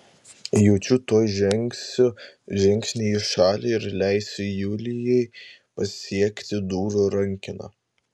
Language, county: Lithuanian, Vilnius